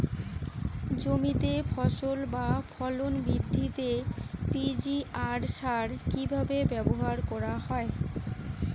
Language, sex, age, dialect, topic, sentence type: Bengali, female, 18-24, Rajbangshi, agriculture, question